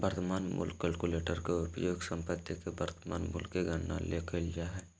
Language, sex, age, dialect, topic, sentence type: Magahi, male, 18-24, Southern, banking, statement